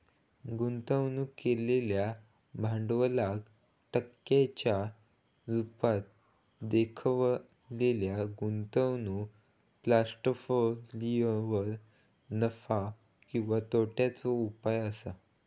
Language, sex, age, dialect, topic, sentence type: Marathi, male, 18-24, Southern Konkan, banking, statement